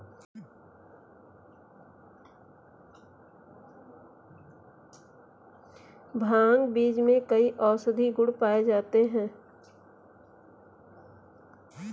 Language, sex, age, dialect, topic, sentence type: Hindi, female, 25-30, Kanauji Braj Bhasha, agriculture, statement